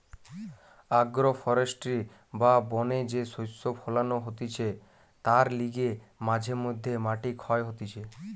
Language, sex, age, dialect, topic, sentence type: Bengali, male, 18-24, Western, agriculture, statement